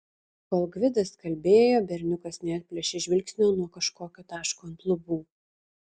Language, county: Lithuanian, Šiauliai